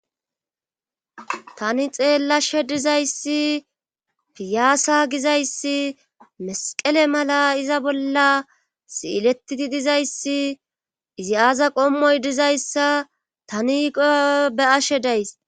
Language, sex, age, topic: Gamo, female, 25-35, government